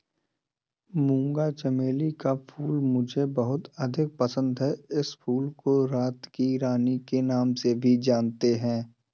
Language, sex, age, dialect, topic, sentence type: Hindi, male, 18-24, Kanauji Braj Bhasha, agriculture, statement